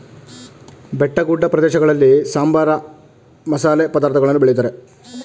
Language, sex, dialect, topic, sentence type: Kannada, male, Mysore Kannada, agriculture, statement